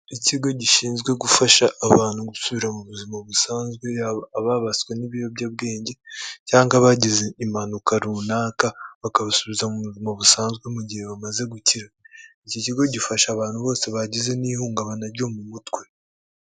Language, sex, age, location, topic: Kinyarwanda, male, 18-24, Kigali, health